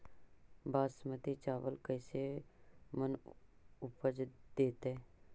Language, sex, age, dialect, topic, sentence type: Magahi, female, 36-40, Central/Standard, agriculture, question